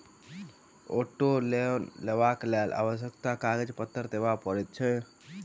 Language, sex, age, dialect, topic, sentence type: Maithili, male, 18-24, Southern/Standard, banking, statement